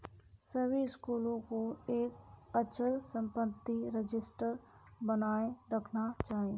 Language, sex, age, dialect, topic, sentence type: Hindi, female, 18-24, Kanauji Braj Bhasha, banking, statement